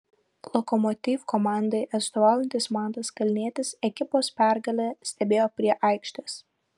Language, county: Lithuanian, Vilnius